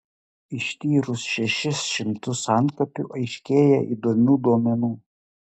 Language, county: Lithuanian, Klaipėda